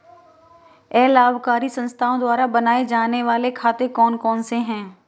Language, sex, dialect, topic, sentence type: Hindi, female, Marwari Dhudhari, banking, question